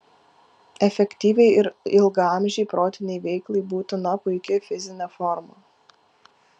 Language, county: Lithuanian, Kaunas